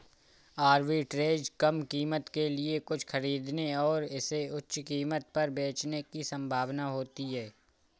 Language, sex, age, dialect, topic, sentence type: Hindi, male, 25-30, Awadhi Bundeli, banking, statement